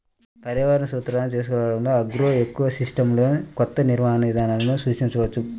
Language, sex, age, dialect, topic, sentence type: Telugu, male, 25-30, Central/Coastal, agriculture, statement